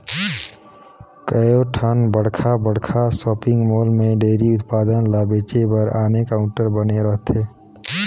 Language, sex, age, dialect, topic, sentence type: Chhattisgarhi, male, 31-35, Northern/Bhandar, agriculture, statement